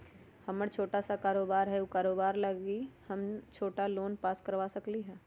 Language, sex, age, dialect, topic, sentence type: Magahi, female, 31-35, Western, banking, question